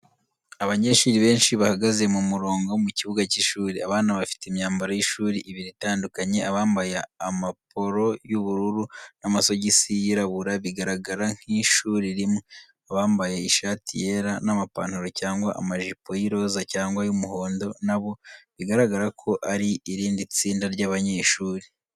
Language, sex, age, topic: Kinyarwanda, male, 25-35, education